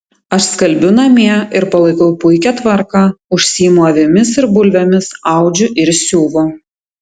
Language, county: Lithuanian, Tauragė